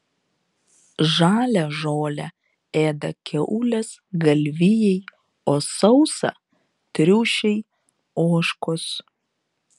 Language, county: Lithuanian, Šiauliai